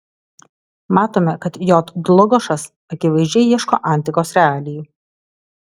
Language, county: Lithuanian, Alytus